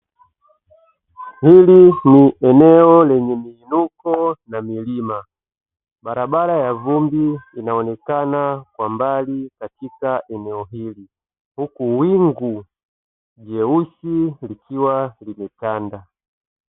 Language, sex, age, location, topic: Swahili, male, 25-35, Dar es Salaam, agriculture